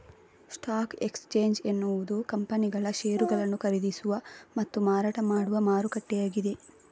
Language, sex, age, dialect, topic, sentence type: Kannada, female, 25-30, Coastal/Dakshin, banking, statement